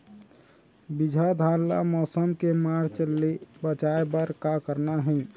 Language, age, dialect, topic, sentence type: Chhattisgarhi, 18-24, Central, agriculture, question